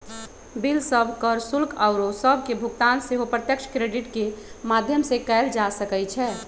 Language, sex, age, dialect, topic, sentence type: Magahi, male, 18-24, Western, banking, statement